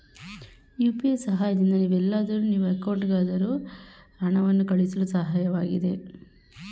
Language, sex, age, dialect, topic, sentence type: Kannada, female, 31-35, Mysore Kannada, banking, statement